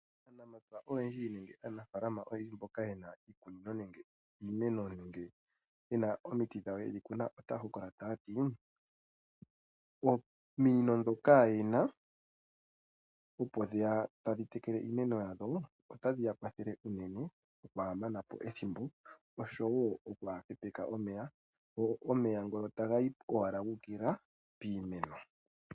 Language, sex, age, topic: Oshiwambo, male, 25-35, agriculture